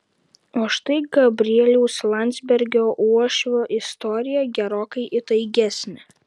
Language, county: Lithuanian, Vilnius